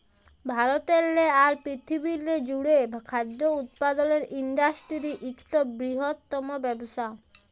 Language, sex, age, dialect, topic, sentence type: Bengali, male, 18-24, Jharkhandi, agriculture, statement